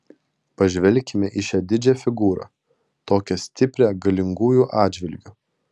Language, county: Lithuanian, Kaunas